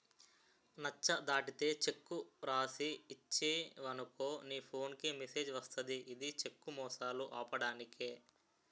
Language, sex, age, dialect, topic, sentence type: Telugu, male, 18-24, Utterandhra, banking, statement